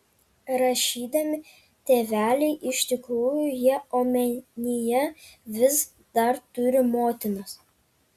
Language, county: Lithuanian, Kaunas